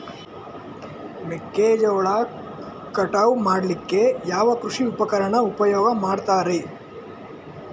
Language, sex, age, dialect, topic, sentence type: Kannada, male, 18-24, Coastal/Dakshin, agriculture, question